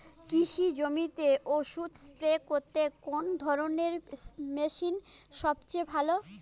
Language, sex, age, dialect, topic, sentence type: Bengali, female, 25-30, Rajbangshi, agriculture, question